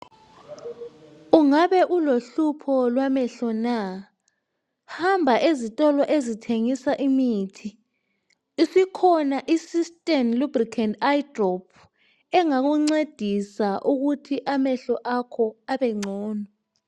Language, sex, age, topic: North Ndebele, male, 36-49, health